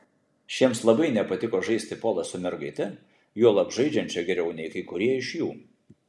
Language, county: Lithuanian, Vilnius